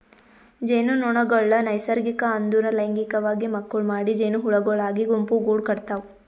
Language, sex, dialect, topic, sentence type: Kannada, female, Northeastern, agriculture, statement